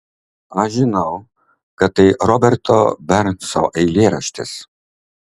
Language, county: Lithuanian, Kaunas